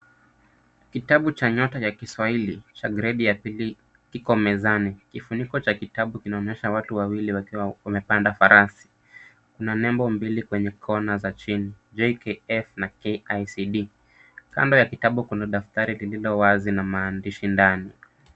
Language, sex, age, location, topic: Swahili, male, 25-35, Kisumu, education